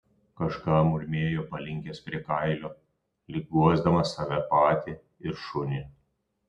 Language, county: Lithuanian, Telšiai